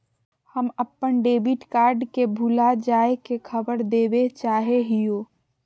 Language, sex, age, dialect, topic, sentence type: Magahi, female, 51-55, Southern, banking, statement